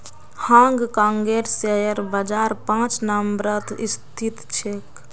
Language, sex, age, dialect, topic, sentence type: Magahi, female, 51-55, Northeastern/Surjapuri, banking, statement